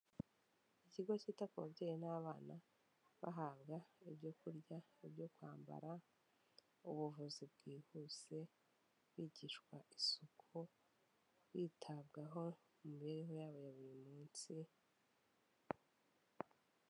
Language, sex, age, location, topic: Kinyarwanda, female, 25-35, Kigali, health